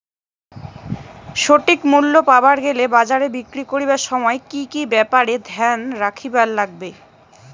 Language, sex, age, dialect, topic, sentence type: Bengali, female, 18-24, Rajbangshi, agriculture, question